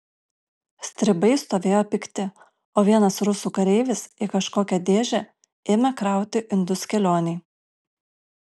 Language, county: Lithuanian, Alytus